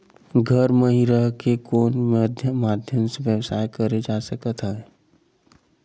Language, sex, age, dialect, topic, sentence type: Chhattisgarhi, male, 46-50, Western/Budati/Khatahi, agriculture, question